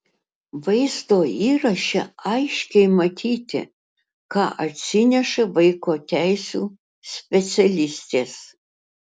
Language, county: Lithuanian, Utena